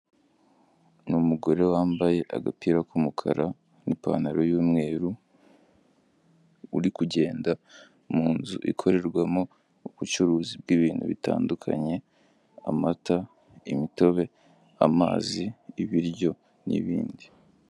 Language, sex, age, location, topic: Kinyarwanda, male, 18-24, Kigali, finance